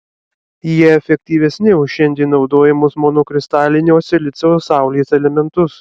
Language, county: Lithuanian, Kaunas